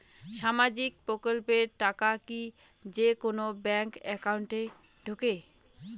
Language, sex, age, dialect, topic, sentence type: Bengali, female, 18-24, Rajbangshi, banking, question